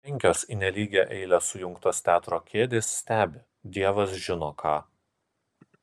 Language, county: Lithuanian, Kaunas